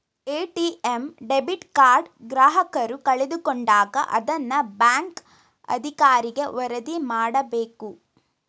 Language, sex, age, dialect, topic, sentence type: Kannada, female, 18-24, Mysore Kannada, banking, statement